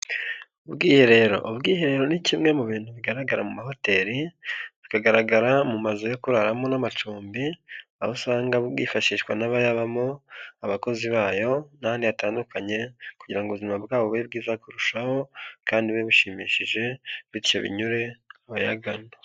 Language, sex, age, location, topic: Kinyarwanda, male, 25-35, Nyagatare, finance